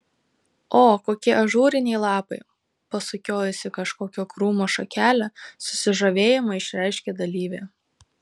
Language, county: Lithuanian, Kaunas